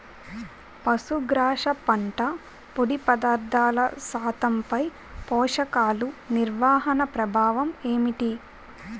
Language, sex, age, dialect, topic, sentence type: Telugu, female, 41-45, Utterandhra, agriculture, question